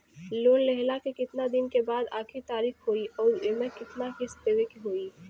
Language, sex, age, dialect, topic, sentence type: Bhojpuri, female, 25-30, Western, banking, question